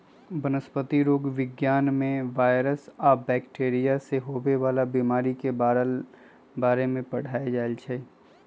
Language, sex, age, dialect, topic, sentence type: Magahi, male, 25-30, Western, agriculture, statement